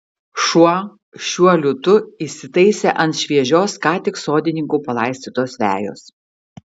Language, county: Lithuanian, Klaipėda